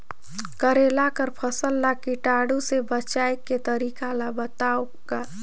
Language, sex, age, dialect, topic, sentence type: Chhattisgarhi, female, 18-24, Northern/Bhandar, agriculture, question